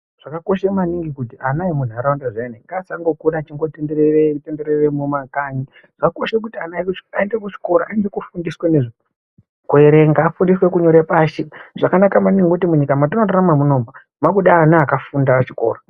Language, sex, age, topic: Ndau, male, 18-24, education